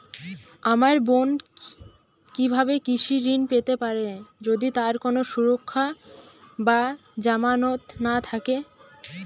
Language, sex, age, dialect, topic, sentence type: Bengali, female, 18-24, Jharkhandi, agriculture, statement